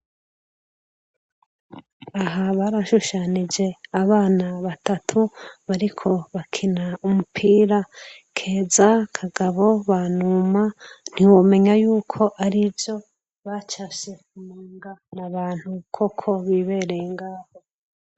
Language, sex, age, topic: Rundi, female, 25-35, education